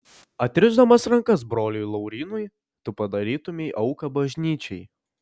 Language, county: Lithuanian, Alytus